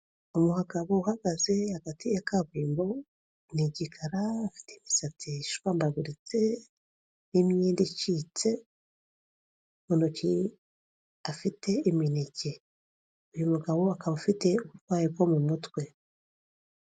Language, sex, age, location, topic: Kinyarwanda, female, 36-49, Kigali, health